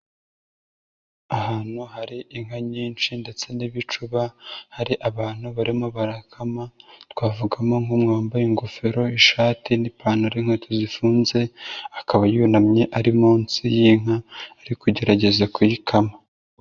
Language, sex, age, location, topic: Kinyarwanda, female, 25-35, Nyagatare, agriculture